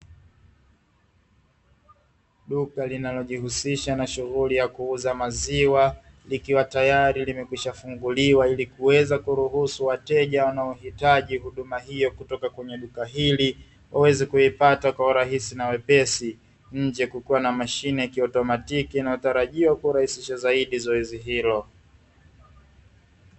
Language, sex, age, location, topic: Swahili, male, 25-35, Dar es Salaam, finance